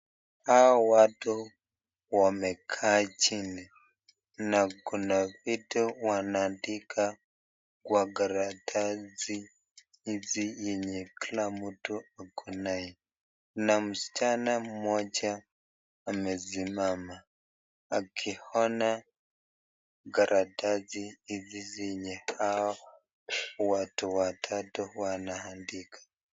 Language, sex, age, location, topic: Swahili, male, 25-35, Nakuru, government